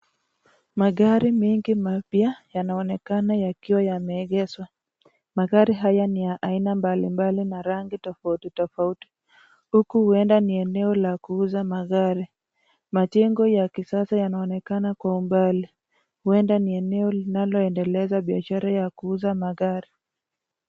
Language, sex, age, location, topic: Swahili, female, 25-35, Nakuru, finance